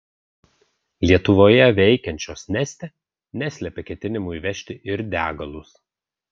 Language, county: Lithuanian, Vilnius